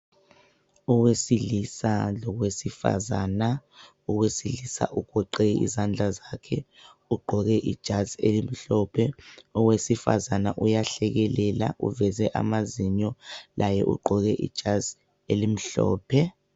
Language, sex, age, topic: North Ndebele, male, 25-35, health